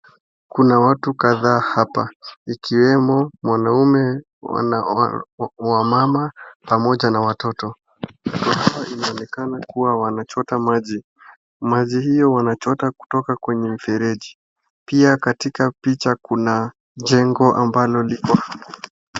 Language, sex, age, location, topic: Swahili, male, 18-24, Wajir, health